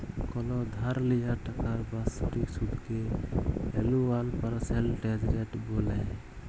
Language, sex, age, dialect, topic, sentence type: Bengali, male, 31-35, Jharkhandi, banking, statement